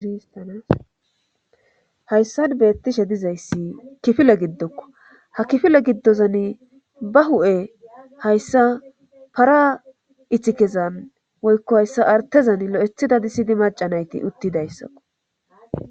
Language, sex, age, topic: Gamo, female, 25-35, government